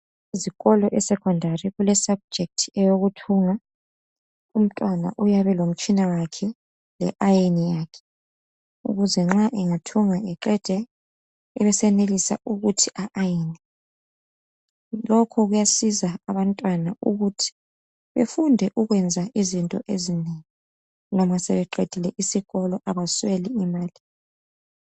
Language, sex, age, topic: North Ndebele, female, 25-35, education